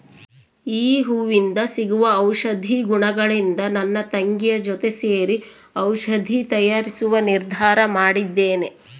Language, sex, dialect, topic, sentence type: Kannada, female, Central, agriculture, statement